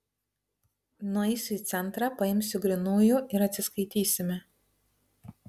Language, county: Lithuanian, Vilnius